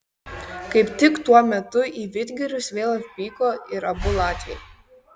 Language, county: Lithuanian, Kaunas